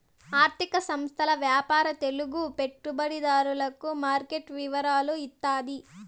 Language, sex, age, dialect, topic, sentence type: Telugu, female, 18-24, Southern, banking, statement